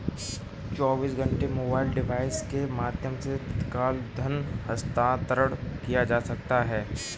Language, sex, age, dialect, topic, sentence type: Hindi, male, 18-24, Kanauji Braj Bhasha, banking, statement